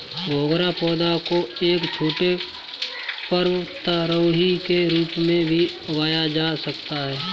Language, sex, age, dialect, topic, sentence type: Hindi, male, 31-35, Kanauji Braj Bhasha, agriculture, statement